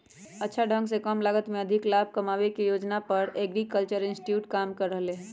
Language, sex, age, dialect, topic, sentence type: Magahi, female, 25-30, Western, agriculture, statement